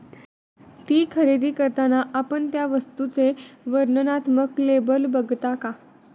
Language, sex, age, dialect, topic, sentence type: Marathi, female, 18-24, Standard Marathi, banking, statement